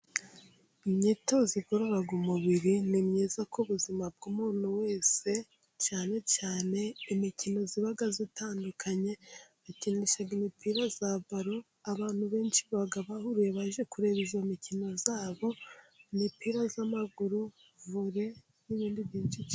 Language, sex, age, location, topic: Kinyarwanda, female, 18-24, Musanze, government